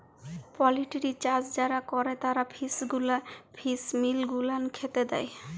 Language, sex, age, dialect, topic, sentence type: Bengali, female, 31-35, Jharkhandi, agriculture, statement